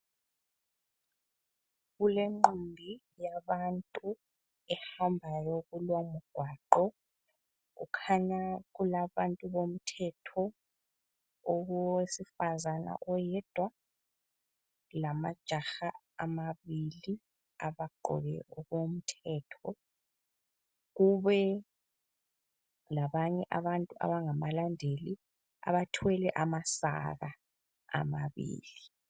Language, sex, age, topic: North Ndebele, female, 25-35, health